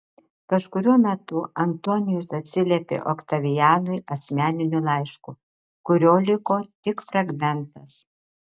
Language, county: Lithuanian, Marijampolė